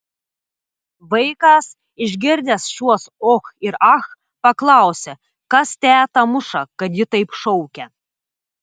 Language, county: Lithuanian, Telšiai